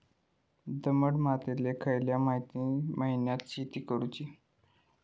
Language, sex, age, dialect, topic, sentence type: Marathi, male, 18-24, Southern Konkan, agriculture, question